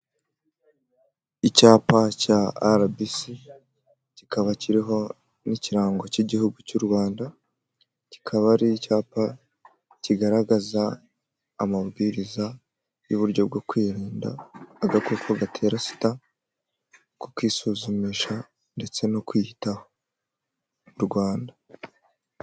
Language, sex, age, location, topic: Kinyarwanda, male, 18-24, Huye, health